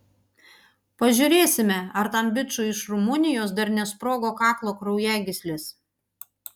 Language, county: Lithuanian, Panevėžys